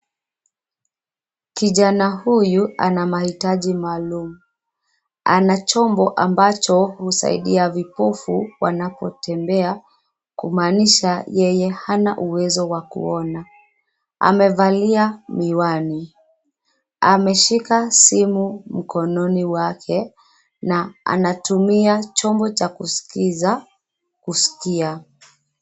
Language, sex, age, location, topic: Swahili, female, 25-35, Nairobi, education